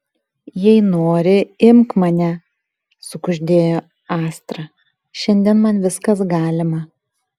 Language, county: Lithuanian, Kaunas